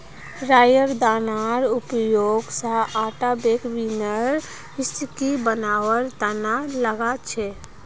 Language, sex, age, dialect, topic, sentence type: Magahi, female, 18-24, Northeastern/Surjapuri, agriculture, statement